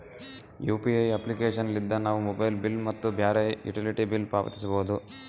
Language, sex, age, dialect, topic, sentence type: Kannada, male, 18-24, Northeastern, banking, statement